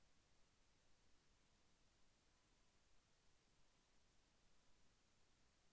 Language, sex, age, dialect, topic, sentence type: Telugu, male, 25-30, Central/Coastal, agriculture, question